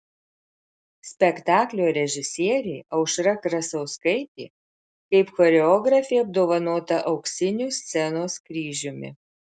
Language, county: Lithuanian, Marijampolė